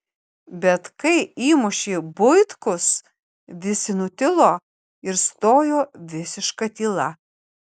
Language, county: Lithuanian, Kaunas